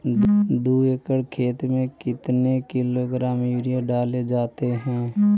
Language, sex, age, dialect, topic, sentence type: Magahi, male, 56-60, Central/Standard, agriculture, question